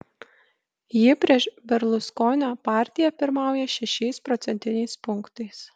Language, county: Lithuanian, Kaunas